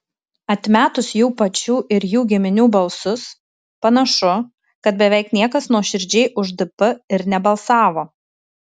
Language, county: Lithuanian, Tauragė